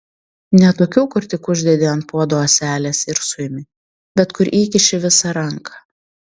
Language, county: Lithuanian, Tauragė